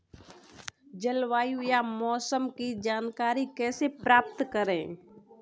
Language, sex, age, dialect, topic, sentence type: Hindi, female, 25-30, Kanauji Braj Bhasha, agriculture, question